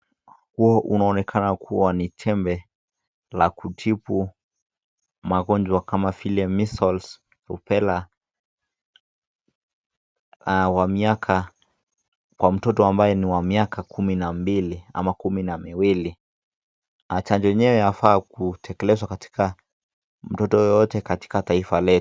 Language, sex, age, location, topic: Swahili, male, 18-24, Nakuru, health